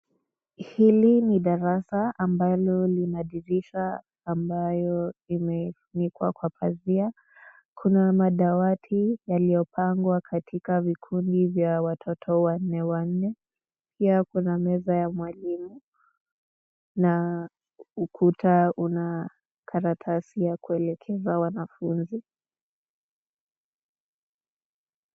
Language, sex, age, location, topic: Swahili, female, 18-24, Nakuru, education